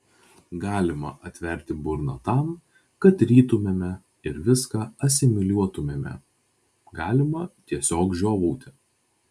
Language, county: Lithuanian, Vilnius